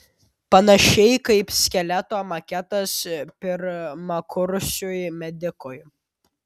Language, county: Lithuanian, Vilnius